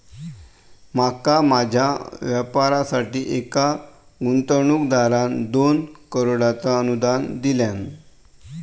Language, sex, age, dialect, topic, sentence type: Marathi, male, 18-24, Southern Konkan, banking, statement